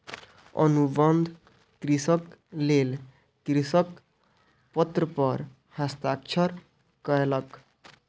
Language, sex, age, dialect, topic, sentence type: Maithili, male, 18-24, Southern/Standard, agriculture, statement